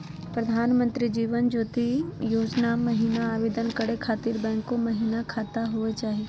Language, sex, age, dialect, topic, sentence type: Magahi, female, 31-35, Southern, banking, question